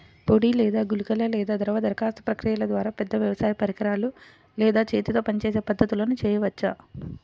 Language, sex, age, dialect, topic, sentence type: Telugu, female, 60-100, Central/Coastal, agriculture, question